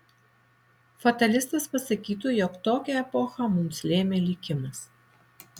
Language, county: Lithuanian, Alytus